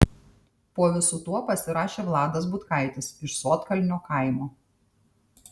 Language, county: Lithuanian, Tauragė